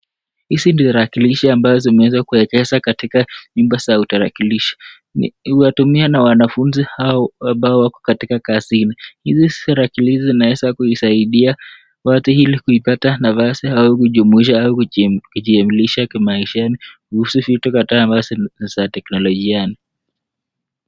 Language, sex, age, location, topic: Swahili, male, 18-24, Nakuru, education